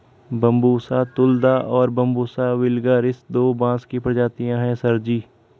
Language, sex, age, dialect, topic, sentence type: Hindi, male, 56-60, Garhwali, agriculture, statement